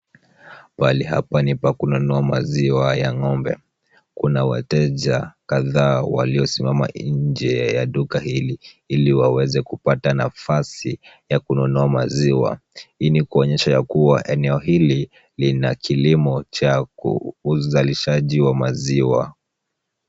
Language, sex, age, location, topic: Swahili, male, 18-24, Kisumu, agriculture